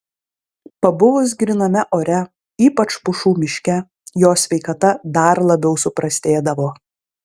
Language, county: Lithuanian, Klaipėda